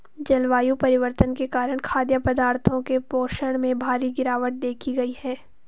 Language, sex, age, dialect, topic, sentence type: Hindi, female, 18-24, Marwari Dhudhari, agriculture, statement